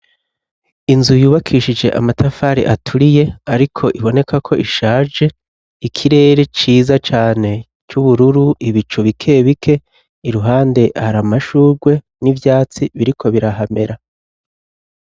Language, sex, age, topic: Rundi, male, 36-49, education